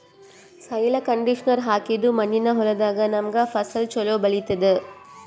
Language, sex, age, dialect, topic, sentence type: Kannada, female, 18-24, Northeastern, agriculture, statement